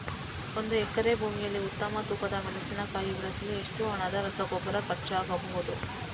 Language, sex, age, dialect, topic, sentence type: Kannada, female, 18-24, Mysore Kannada, agriculture, question